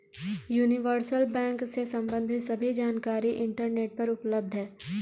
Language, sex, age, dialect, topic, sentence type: Hindi, female, 18-24, Kanauji Braj Bhasha, banking, statement